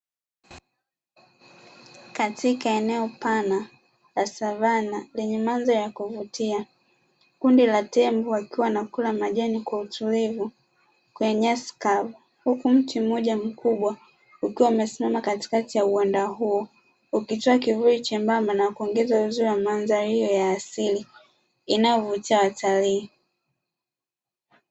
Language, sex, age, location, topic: Swahili, female, 25-35, Dar es Salaam, agriculture